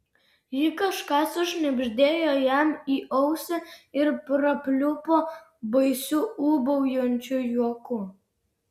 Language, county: Lithuanian, Vilnius